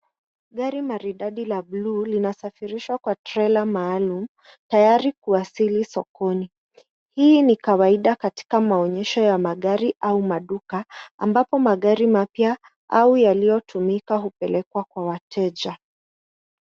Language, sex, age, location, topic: Swahili, female, 25-35, Nairobi, finance